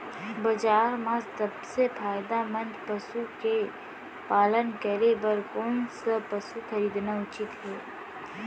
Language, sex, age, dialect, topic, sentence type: Chhattisgarhi, female, 18-24, Central, agriculture, question